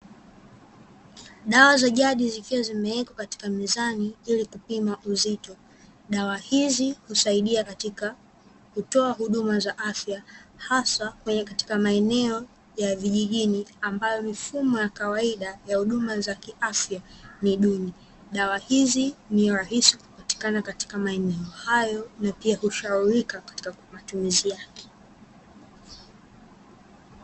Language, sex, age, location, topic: Swahili, female, 18-24, Dar es Salaam, health